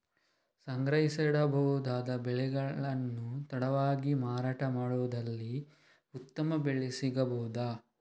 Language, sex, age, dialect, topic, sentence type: Kannada, male, 25-30, Coastal/Dakshin, agriculture, question